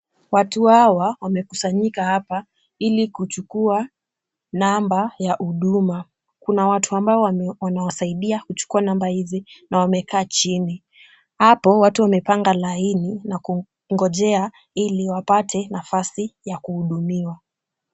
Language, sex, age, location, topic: Swahili, female, 18-24, Kisumu, government